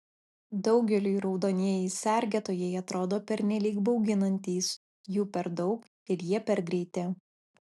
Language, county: Lithuanian, Alytus